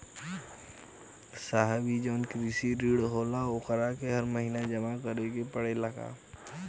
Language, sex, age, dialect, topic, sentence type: Bhojpuri, male, 18-24, Western, banking, question